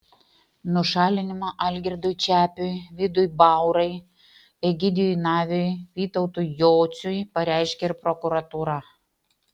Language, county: Lithuanian, Utena